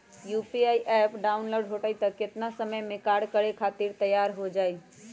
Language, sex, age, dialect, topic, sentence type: Magahi, male, 25-30, Western, banking, question